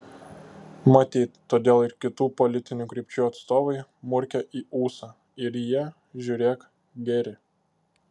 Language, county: Lithuanian, Klaipėda